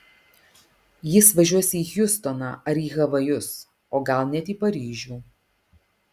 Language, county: Lithuanian, Alytus